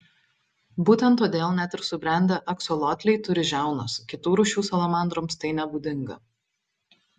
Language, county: Lithuanian, Vilnius